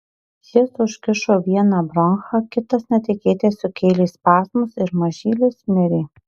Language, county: Lithuanian, Marijampolė